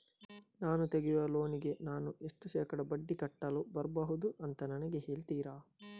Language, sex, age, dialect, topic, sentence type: Kannada, male, 31-35, Coastal/Dakshin, banking, question